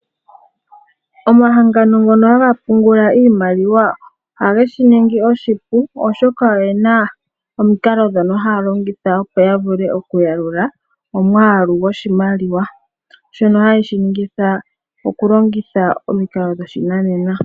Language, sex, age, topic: Oshiwambo, female, 18-24, finance